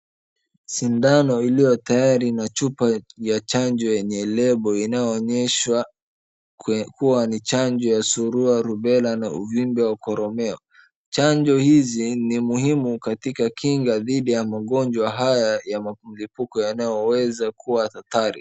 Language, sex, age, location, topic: Swahili, male, 25-35, Wajir, health